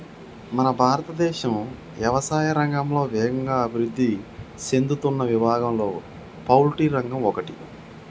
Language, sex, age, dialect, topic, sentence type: Telugu, male, 31-35, Telangana, agriculture, statement